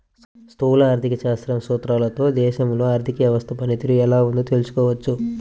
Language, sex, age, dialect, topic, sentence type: Telugu, male, 41-45, Central/Coastal, banking, statement